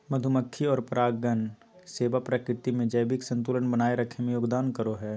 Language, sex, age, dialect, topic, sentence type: Magahi, male, 18-24, Southern, agriculture, statement